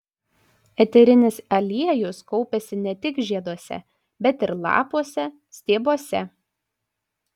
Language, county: Lithuanian, Panevėžys